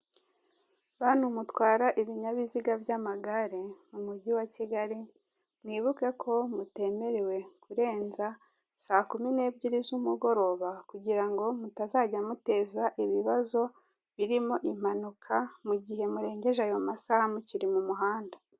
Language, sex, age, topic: Kinyarwanda, female, 36-49, finance